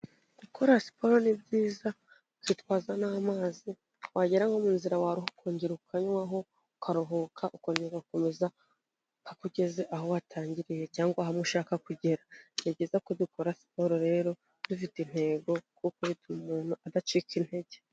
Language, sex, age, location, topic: Kinyarwanda, female, 25-35, Kigali, health